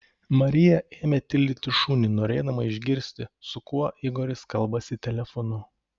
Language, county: Lithuanian, Panevėžys